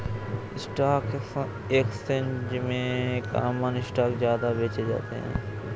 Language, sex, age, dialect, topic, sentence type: Hindi, male, 18-24, Awadhi Bundeli, banking, statement